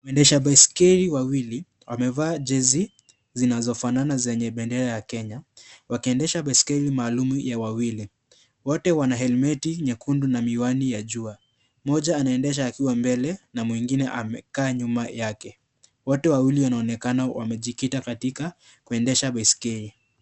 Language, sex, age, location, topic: Swahili, male, 25-35, Kisii, education